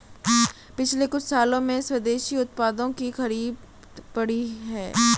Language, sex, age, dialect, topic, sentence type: Hindi, female, 18-24, Marwari Dhudhari, agriculture, statement